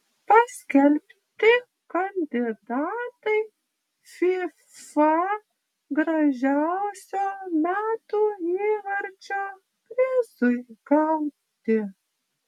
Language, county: Lithuanian, Panevėžys